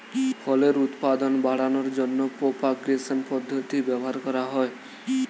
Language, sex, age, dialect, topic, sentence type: Bengali, male, 18-24, Standard Colloquial, agriculture, statement